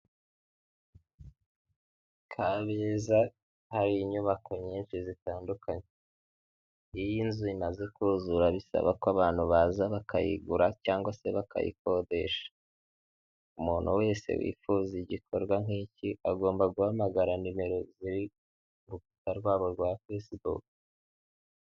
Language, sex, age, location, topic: Kinyarwanda, male, 18-24, Huye, finance